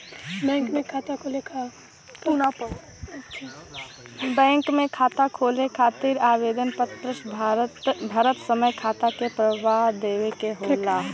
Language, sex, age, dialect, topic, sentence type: Bhojpuri, female, 18-24, Western, banking, statement